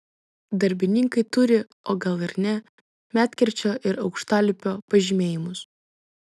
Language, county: Lithuanian, Vilnius